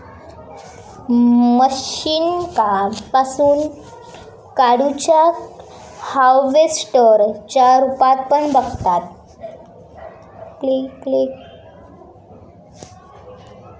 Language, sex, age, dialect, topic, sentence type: Marathi, female, 18-24, Southern Konkan, agriculture, statement